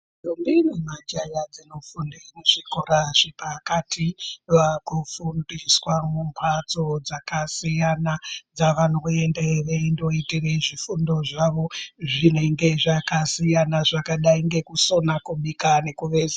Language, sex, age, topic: Ndau, female, 36-49, education